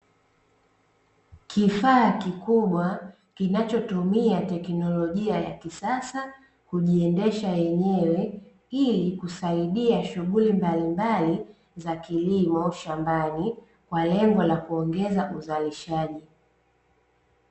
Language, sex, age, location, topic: Swahili, female, 25-35, Dar es Salaam, agriculture